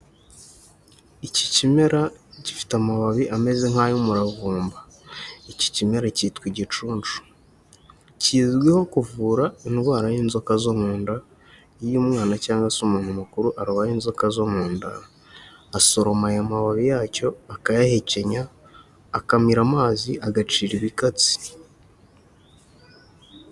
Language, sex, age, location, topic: Kinyarwanda, male, 18-24, Huye, health